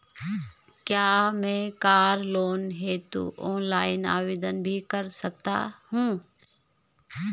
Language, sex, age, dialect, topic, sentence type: Hindi, female, 36-40, Garhwali, banking, question